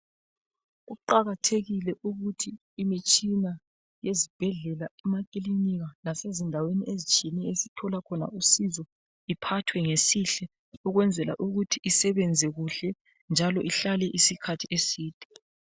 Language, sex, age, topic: North Ndebele, female, 36-49, health